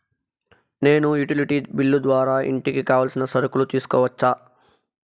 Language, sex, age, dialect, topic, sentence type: Telugu, male, 41-45, Southern, banking, question